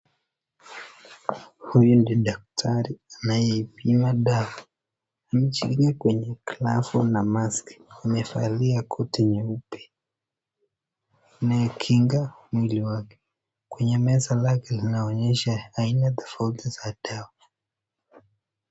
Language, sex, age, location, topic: Swahili, female, 18-24, Nakuru, agriculture